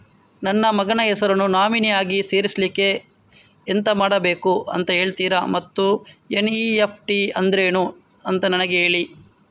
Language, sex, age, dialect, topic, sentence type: Kannada, male, 18-24, Coastal/Dakshin, banking, question